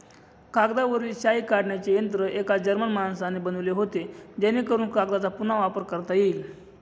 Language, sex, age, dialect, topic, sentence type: Marathi, male, 25-30, Northern Konkan, agriculture, statement